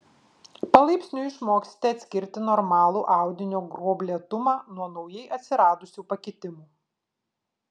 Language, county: Lithuanian, Vilnius